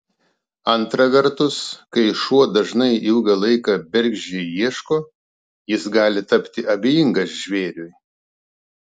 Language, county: Lithuanian, Klaipėda